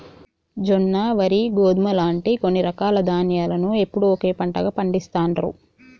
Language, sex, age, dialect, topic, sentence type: Telugu, female, 51-55, Telangana, agriculture, statement